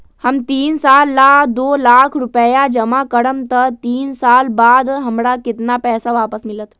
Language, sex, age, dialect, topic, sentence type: Magahi, female, 18-24, Western, banking, question